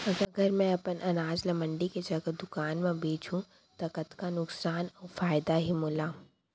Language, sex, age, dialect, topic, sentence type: Chhattisgarhi, female, 60-100, Central, agriculture, question